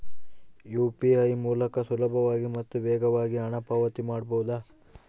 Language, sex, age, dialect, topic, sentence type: Kannada, male, 18-24, Central, banking, question